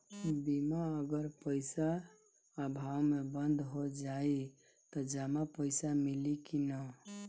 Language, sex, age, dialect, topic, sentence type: Bhojpuri, male, 25-30, Northern, banking, question